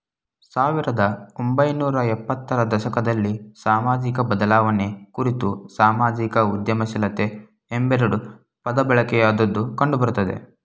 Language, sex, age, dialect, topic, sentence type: Kannada, male, 18-24, Mysore Kannada, banking, statement